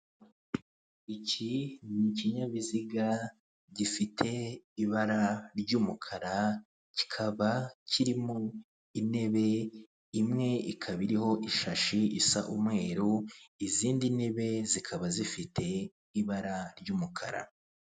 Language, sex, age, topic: Kinyarwanda, male, 18-24, finance